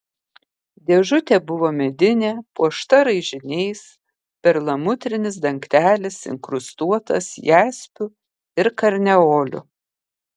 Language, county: Lithuanian, Kaunas